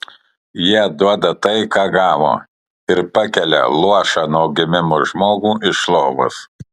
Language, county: Lithuanian, Kaunas